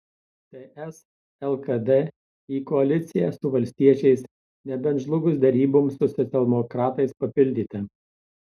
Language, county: Lithuanian, Tauragė